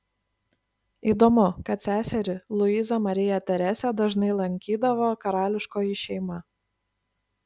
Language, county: Lithuanian, Klaipėda